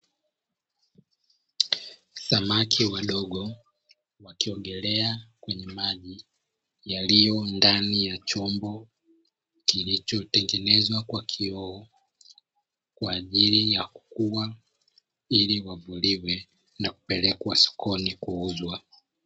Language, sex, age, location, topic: Swahili, male, 25-35, Dar es Salaam, agriculture